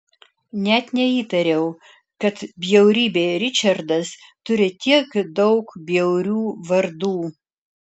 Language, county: Lithuanian, Alytus